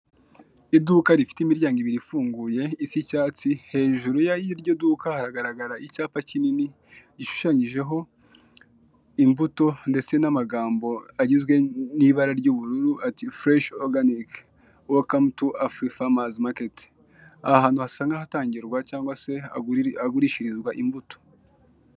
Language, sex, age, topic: Kinyarwanda, male, 25-35, finance